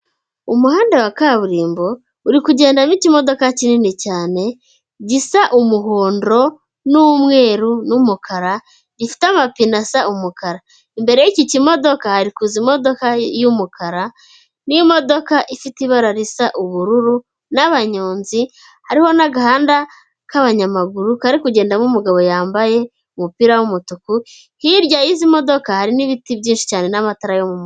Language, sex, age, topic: Kinyarwanda, female, 18-24, government